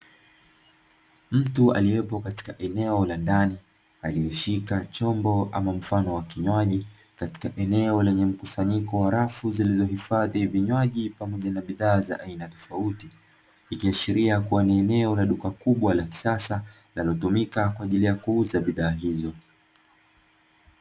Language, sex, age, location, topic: Swahili, male, 25-35, Dar es Salaam, finance